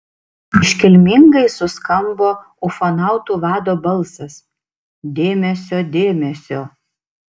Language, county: Lithuanian, Šiauliai